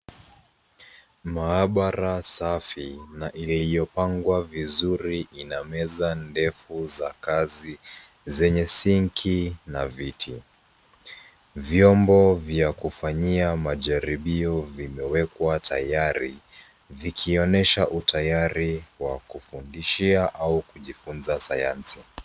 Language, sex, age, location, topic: Swahili, male, 25-35, Nairobi, education